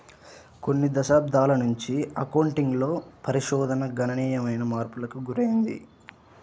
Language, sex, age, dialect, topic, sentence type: Telugu, male, 25-30, Central/Coastal, banking, statement